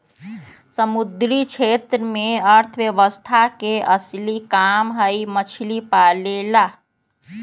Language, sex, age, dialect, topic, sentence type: Magahi, female, 31-35, Western, agriculture, statement